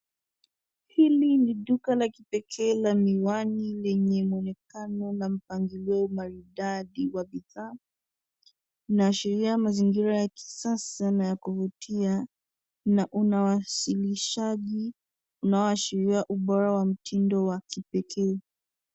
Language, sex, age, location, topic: Swahili, female, 18-24, Nairobi, finance